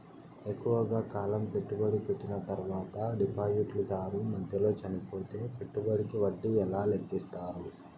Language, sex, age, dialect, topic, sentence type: Telugu, male, 41-45, Southern, banking, question